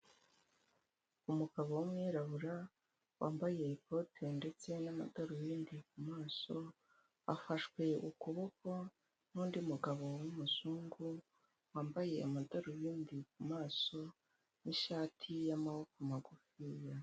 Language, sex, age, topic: Kinyarwanda, female, 18-24, government